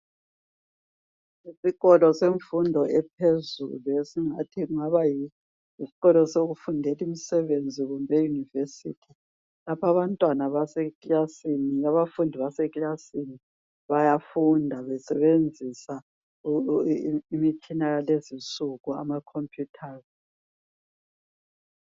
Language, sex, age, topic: North Ndebele, female, 50+, education